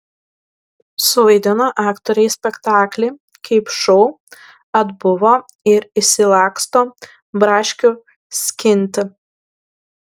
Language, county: Lithuanian, Klaipėda